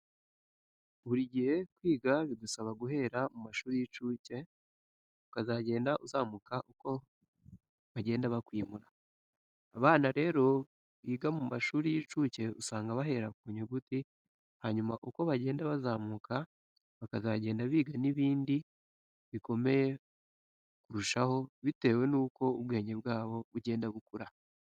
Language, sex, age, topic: Kinyarwanda, male, 18-24, education